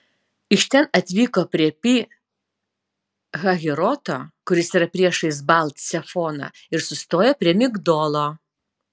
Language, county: Lithuanian, Utena